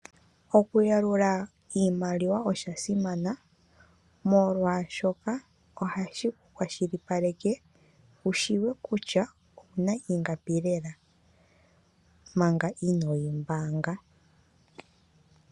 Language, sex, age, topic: Oshiwambo, female, 25-35, finance